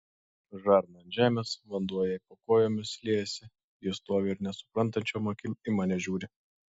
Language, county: Lithuanian, Šiauliai